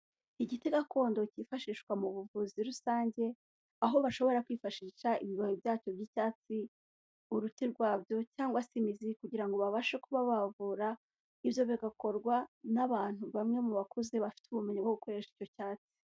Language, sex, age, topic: Kinyarwanda, female, 18-24, health